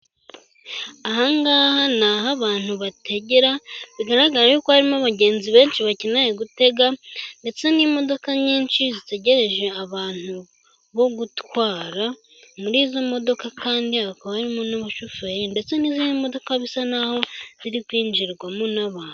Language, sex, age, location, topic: Kinyarwanda, female, 18-24, Gakenke, government